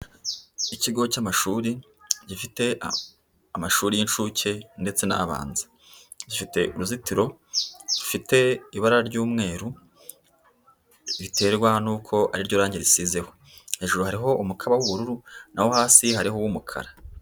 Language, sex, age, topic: Kinyarwanda, female, 18-24, education